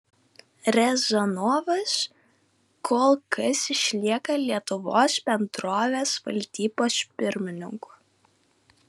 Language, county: Lithuanian, Vilnius